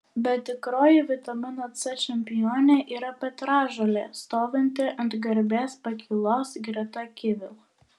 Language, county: Lithuanian, Vilnius